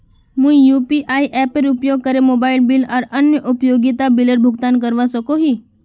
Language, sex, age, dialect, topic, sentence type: Magahi, female, 41-45, Northeastern/Surjapuri, banking, statement